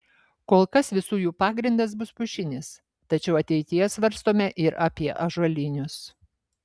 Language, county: Lithuanian, Vilnius